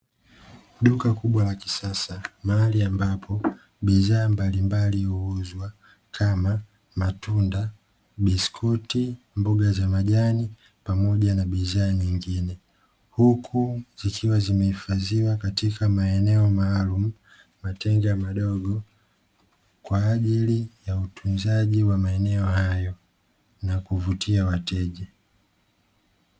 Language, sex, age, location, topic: Swahili, male, 25-35, Dar es Salaam, finance